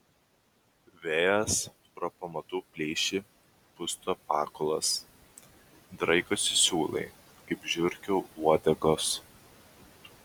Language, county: Lithuanian, Vilnius